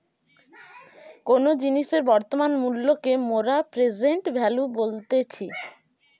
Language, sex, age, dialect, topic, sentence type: Bengali, male, 60-100, Western, banking, statement